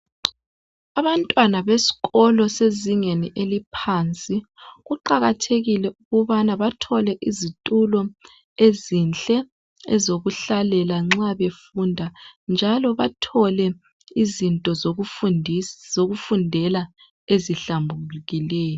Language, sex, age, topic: North Ndebele, male, 25-35, education